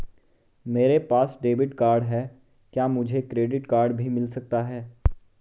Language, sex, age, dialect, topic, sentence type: Hindi, male, 18-24, Marwari Dhudhari, banking, question